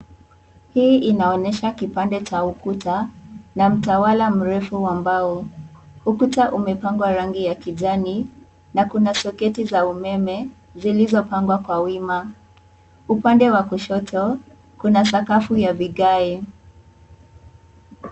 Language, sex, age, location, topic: Swahili, female, 18-24, Kisii, education